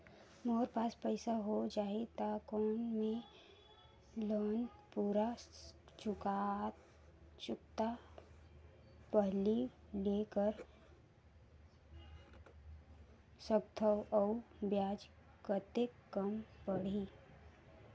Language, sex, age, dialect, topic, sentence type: Chhattisgarhi, female, 18-24, Northern/Bhandar, banking, question